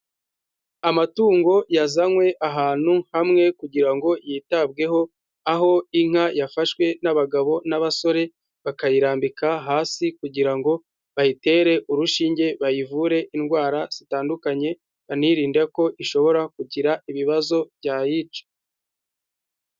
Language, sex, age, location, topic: Kinyarwanda, male, 18-24, Huye, agriculture